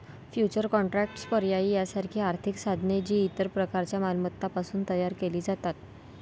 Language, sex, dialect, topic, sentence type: Marathi, female, Varhadi, banking, statement